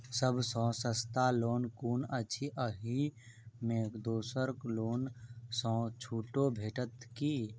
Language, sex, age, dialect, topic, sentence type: Maithili, male, 51-55, Southern/Standard, banking, question